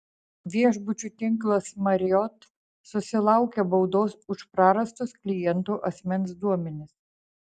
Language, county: Lithuanian, Vilnius